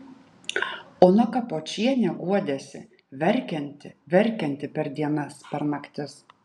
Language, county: Lithuanian, Utena